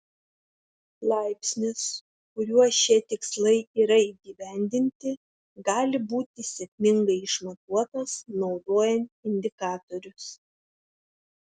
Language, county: Lithuanian, Šiauliai